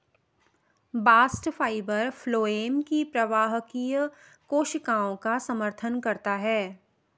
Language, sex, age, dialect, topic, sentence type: Hindi, female, 31-35, Marwari Dhudhari, agriculture, statement